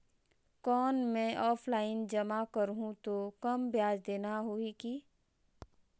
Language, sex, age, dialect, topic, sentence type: Chhattisgarhi, female, 46-50, Northern/Bhandar, banking, question